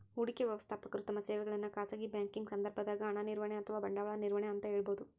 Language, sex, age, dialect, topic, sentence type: Kannada, male, 18-24, Central, banking, statement